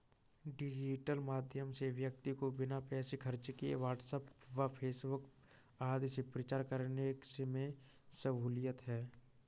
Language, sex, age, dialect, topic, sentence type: Hindi, male, 36-40, Kanauji Braj Bhasha, banking, statement